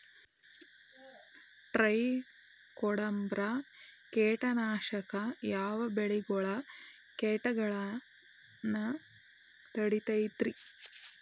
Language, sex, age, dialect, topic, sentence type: Kannada, female, 18-24, Dharwad Kannada, agriculture, question